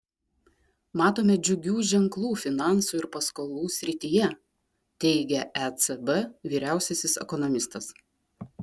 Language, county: Lithuanian, Klaipėda